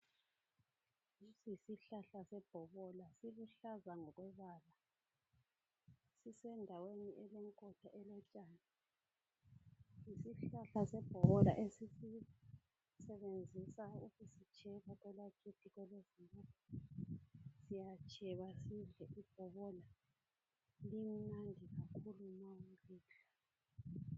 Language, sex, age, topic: North Ndebele, female, 36-49, health